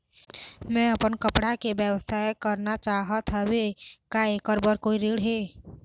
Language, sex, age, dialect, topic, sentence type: Chhattisgarhi, female, 18-24, Eastern, banking, question